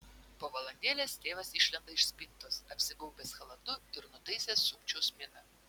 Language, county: Lithuanian, Vilnius